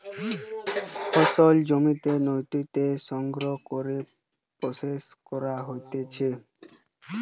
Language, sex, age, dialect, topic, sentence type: Bengali, male, 18-24, Western, agriculture, statement